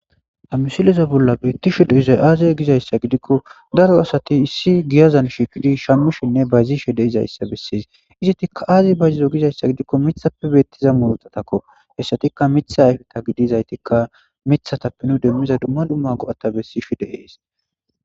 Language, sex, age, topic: Gamo, male, 25-35, agriculture